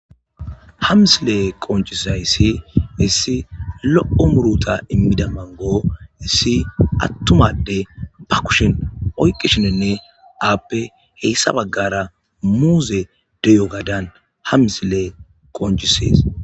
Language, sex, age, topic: Gamo, male, 25-35, agriculture